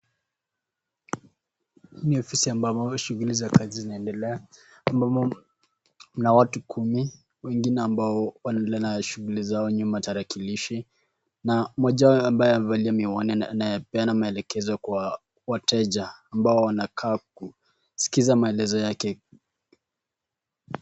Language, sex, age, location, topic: Swahili, male, 18-24, Kisii, government